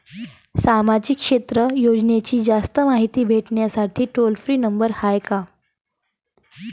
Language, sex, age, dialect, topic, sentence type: Marathi, female, 31-35, Varhadi, banking, question